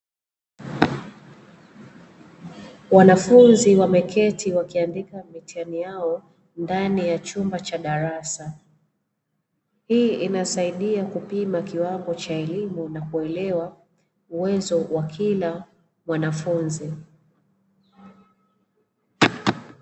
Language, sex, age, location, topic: Swahili, female, 25-35, Dar es Salaam, education